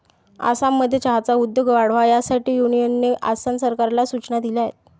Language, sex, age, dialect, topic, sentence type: Marathi, female, 25-30, Varhadi, agriculture, statement